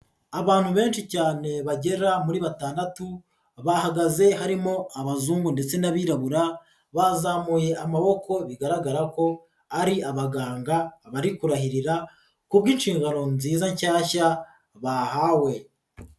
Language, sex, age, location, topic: Kinyarwanda, female, 36-49, Nyagatare, health